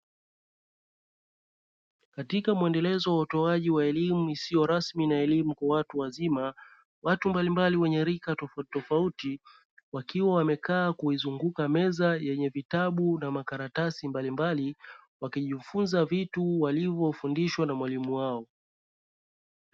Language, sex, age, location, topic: Swahili, male, 25-35, Dar es Salaam, education